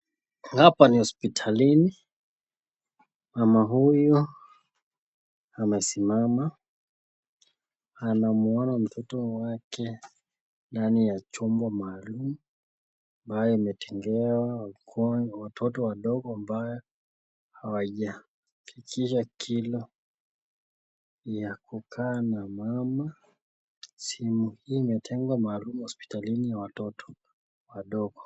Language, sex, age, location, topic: Swahili, male, 25-35, Nakuru, health